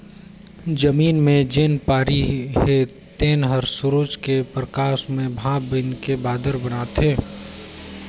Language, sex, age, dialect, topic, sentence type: Chhattisgarhi, male, 25-30, Northern/Bhandar, agriculture, statement